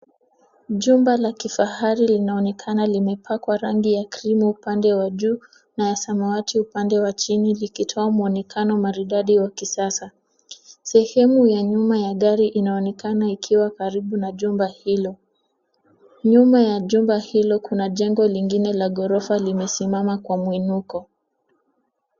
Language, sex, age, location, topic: Swahili, female, 18-24, Nairobi, finance